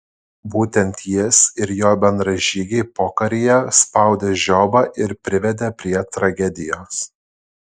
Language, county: Lithuanian, Šiauliai